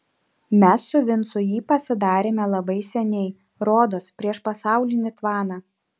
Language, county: Lithuanian, Šiauliai